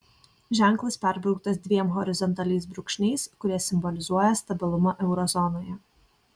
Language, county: Lithuanian, Kaunas